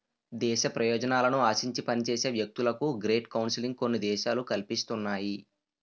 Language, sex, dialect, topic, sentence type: Telugu, male, Utterandhra, banking, statement